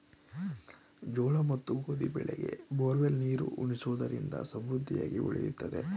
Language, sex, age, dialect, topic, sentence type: Kannada, male, 25-30, Mysore Kannada, agriculture, question